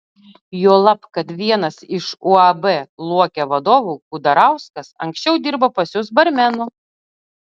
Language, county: Lithuanian, Utena